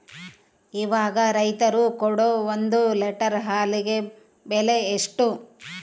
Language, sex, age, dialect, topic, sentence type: Kannada, female, 36-40, Central, agriculture, question